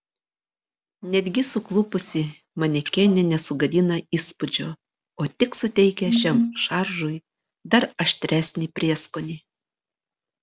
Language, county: Lithuanian, Panevėžys